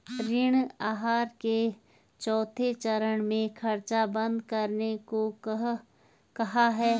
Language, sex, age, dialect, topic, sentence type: Hindi, female, 46-50, Garhwali, banking, statement